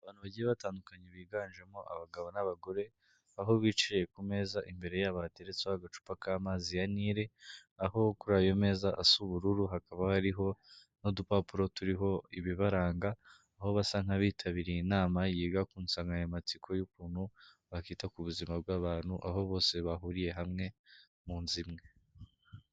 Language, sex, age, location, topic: Kinyarwanda, male, 18-24, Kigali, health